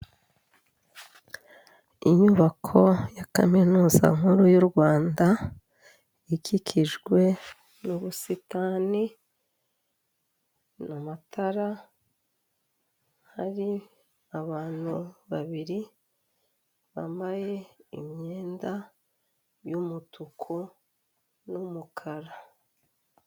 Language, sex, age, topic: Kinyarwanda, female, 36-49, health